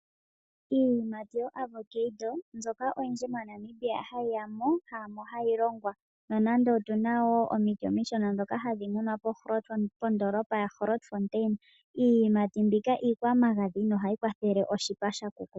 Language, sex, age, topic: Oshiwambo, female, 25-35, agriculture